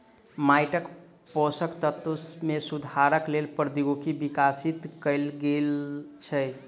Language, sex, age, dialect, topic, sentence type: Maithili, male, 25-30, Southern/Standard, agriculture, statement